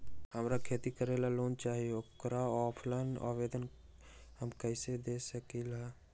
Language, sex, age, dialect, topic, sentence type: Magahi, male, 18-24, Western, banking, question